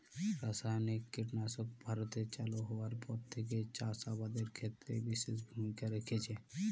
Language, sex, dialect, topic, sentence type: Bengali, male, Jharkhandi, agriculture, statement